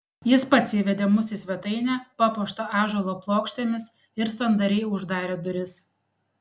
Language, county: Lithuanian, Panevėžys